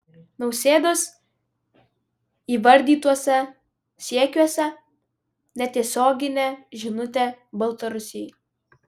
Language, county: Lithuanian, Vilnius